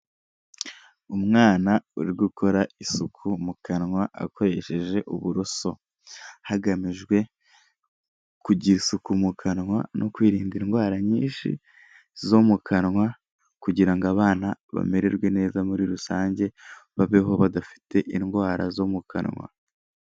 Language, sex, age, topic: Kinyarwanda, male, 18-24, health